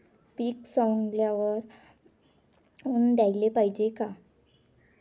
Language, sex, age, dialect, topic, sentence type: Marathi, female, 25-30, Varhadi, agriculture, question